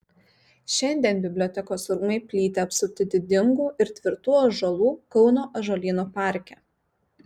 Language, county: Lithuanian, Marijampolė